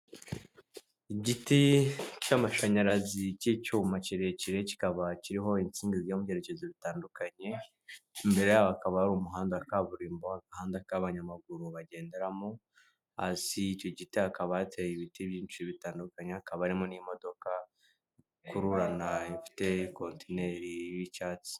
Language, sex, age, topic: Kinyarwanda, male, 18-24, government